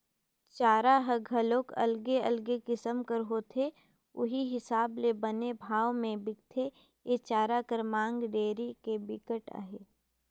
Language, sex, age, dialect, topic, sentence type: Chhattisgarhi, female, 18-24, Northern/Bhandar, agriculture, statement